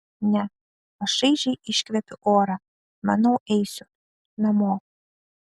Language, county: Lithuanian, Kaunas